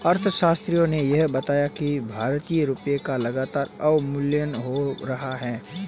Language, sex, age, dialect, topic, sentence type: Hindi, male, 18-24, Marwari Dhudhari, banking, statement